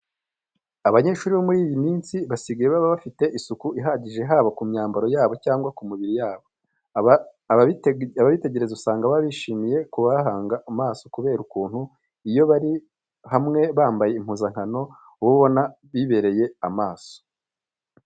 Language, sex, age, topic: Kinyarwanda, male, 25-35, education